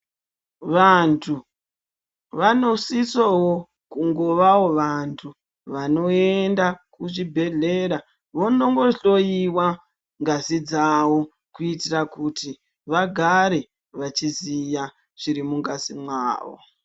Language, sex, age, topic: Ndau, male, 50+, health